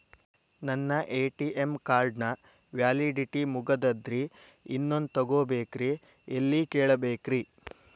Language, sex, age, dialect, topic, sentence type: Kannada, male, 25-30, Dharwad Kannada, banking, question